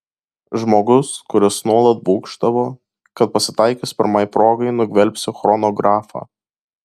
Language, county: Lithuanian, Kaunas